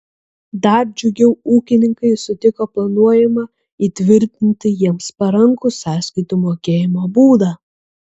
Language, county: Lithuanian, Kaunas